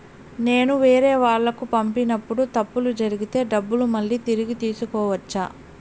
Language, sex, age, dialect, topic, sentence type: Telugu, female, 25-30, Southern, banking, question